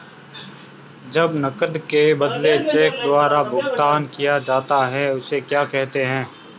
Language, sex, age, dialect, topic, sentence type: Hindi, male, 25-30, Marwari Dhudhari, banking, question